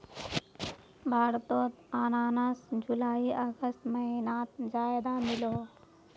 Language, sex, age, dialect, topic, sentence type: Magahi, female, 56-60, Northeastern/Surjapuri, agriculture, statement